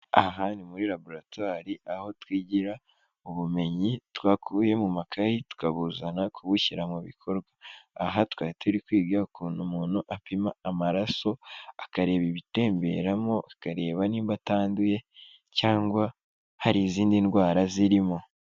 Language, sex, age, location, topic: Kinyarwanda, male, 18-24, Kigali, education